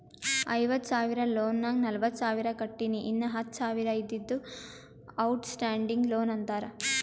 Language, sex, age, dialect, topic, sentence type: Kannada, female, 18-24, Northeastern, banking, statement